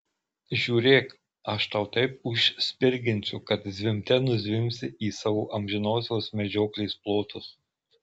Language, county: Lithuanian, Marijampolė